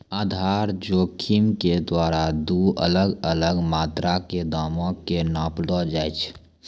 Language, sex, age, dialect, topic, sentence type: Maithili, male, 18-24, Angika, banking, statement